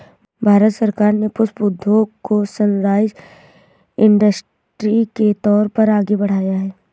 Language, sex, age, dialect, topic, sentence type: Hindi, female, 18-24, Awadhi Bundeli, agriculture, statement